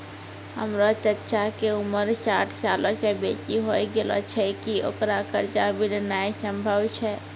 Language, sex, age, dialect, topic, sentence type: Maithili, female, 36-40, Angika, banking, statement